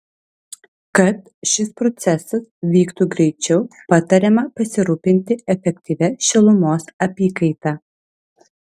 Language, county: Lithuanian, Vilnius